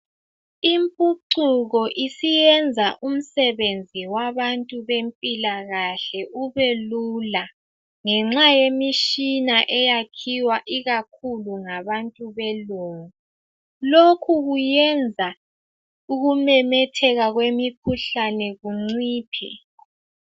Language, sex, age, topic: North Ndebele, female, 18-24, health